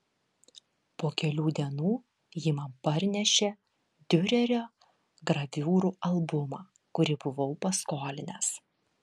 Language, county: Lithuanian, Vilnius